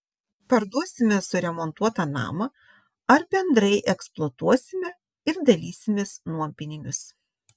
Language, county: Lithuanian, Šiauliai